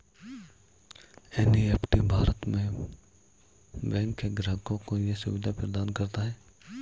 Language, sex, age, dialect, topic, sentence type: Hindi, male, 31-35, Marwari Dhudhari, banking, statement